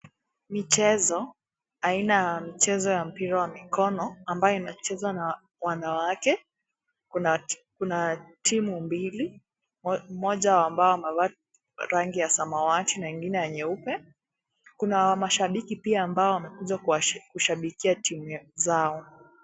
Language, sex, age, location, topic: Swahili, female, 18-24, Kisii, government